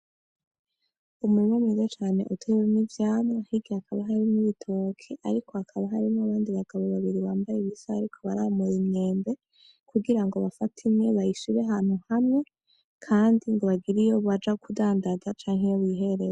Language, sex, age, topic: Rundi, female, 18-24, agriculture